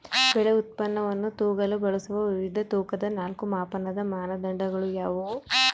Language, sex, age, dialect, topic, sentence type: Kannada, female, 18-24, Central, agriculture, question